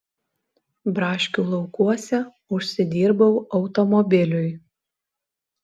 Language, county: Lithuanian, Alytus